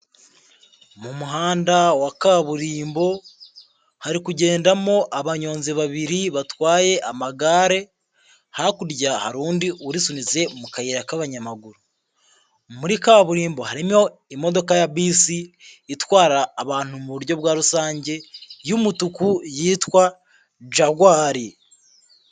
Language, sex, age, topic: Kinyarwanda, male, 18-24, government